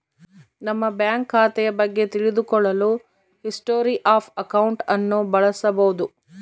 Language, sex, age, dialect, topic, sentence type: Kannada, female, 25-30, Central, banking, statement